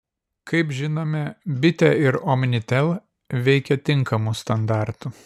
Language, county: Lithuanian, Vilnius